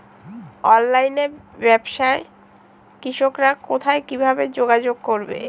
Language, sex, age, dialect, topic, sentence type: Bengali, female, 18-24, Northern/Varendri, agriculture, question